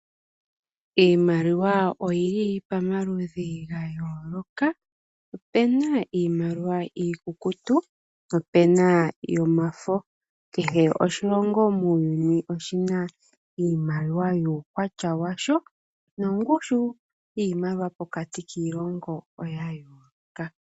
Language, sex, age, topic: Oshiwambo, female, 25-35, finance